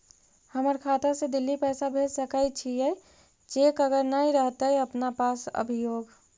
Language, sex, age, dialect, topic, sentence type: Magahi, female, 51-55, Central/Standard, banking, question